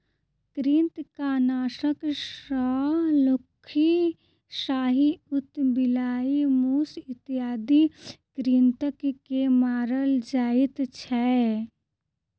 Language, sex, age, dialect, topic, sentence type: Maithili, female, 25-30, Southern/Standard, agriculture, statement